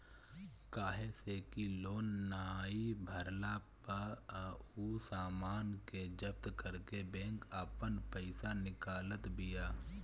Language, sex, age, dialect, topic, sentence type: Bhojpuri, male, 25-30, Northern, banking, statement